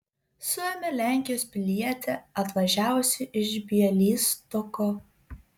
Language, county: Lithuanian, Kaunas